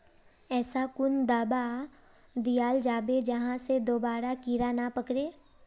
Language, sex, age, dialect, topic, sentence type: Magahi, male, 18-24, Northeastern/Surjapuri, agriculture, question